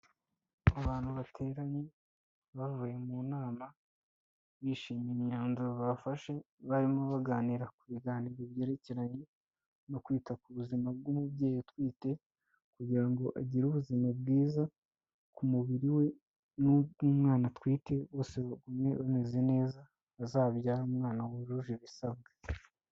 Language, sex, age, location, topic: Kinyarwanda, female, 18-24, Kigali, health